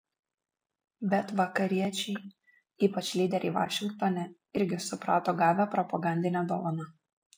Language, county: Lithuanian, Vilnius